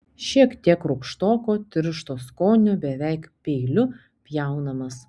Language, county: Lithuanian, Panevėžys